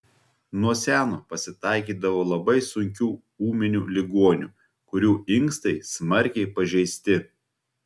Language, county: Lithuanian, Telšiai